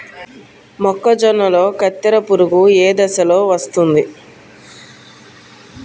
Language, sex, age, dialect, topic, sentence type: Telugu, female, 31-35, Central/Coastal, agriculture, question